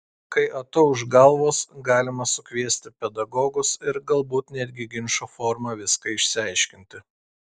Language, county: Lithuanian, Klaipėda